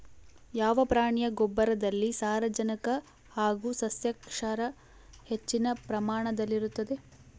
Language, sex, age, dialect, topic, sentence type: Kannada, female, 18-24, Central, agriculture, question